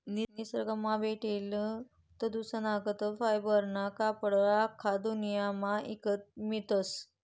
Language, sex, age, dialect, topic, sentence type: Marathi, female, 25-30, Northern Konkan, agriculture, statement